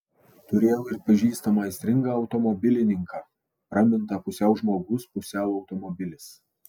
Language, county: Lithuanian, Alytus